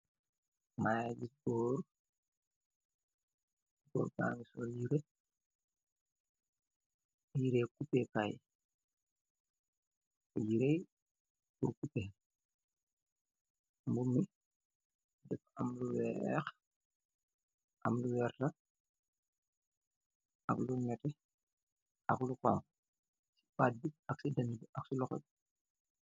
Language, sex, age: Wolof, male, 36-49